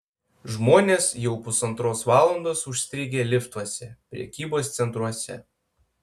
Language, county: Lithuanian, Panevėžys